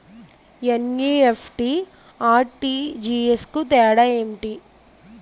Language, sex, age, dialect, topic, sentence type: Telugu, female, 18-24, Utterandhra, banking, question